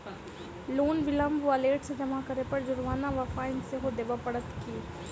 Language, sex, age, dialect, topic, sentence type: Maithili, female, 25-30, Southern/Standard, banking, question